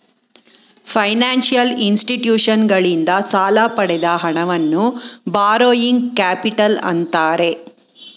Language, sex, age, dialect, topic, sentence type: Kannada, female, 41-45, Mysore Kannada, banking, statement